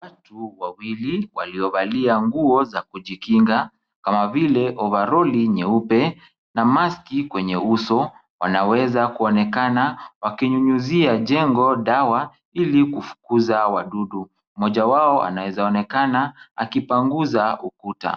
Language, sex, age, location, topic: Swahili, male, 50+, Kisumu, health